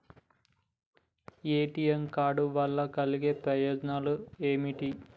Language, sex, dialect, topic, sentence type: Telugu, male, Telangana, banking, question